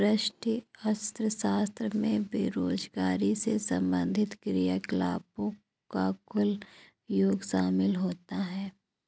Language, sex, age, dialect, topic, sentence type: Hindi, female, 25-30, Awadhi Bundeli, banking, statement